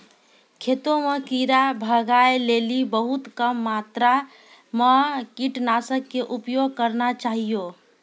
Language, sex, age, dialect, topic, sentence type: Maithili, female, 60-100, Angika, agriculture, statement